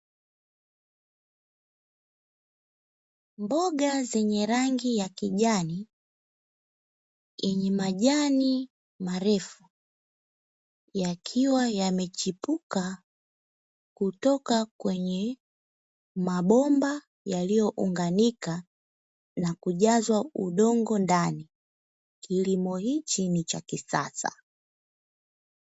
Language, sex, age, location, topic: Swahili, female, 18-24, Dar es Salaam, agriculture